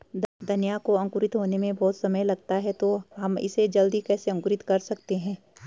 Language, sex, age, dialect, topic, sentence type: Hindi, female, 36-40, Garhwali, agriculture, question